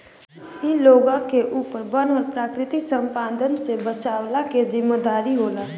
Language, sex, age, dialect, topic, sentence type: Bhojpuri, female, <18, Northern, agriculture, statement